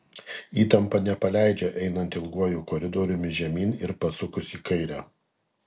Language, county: Lithuanian, Kaunas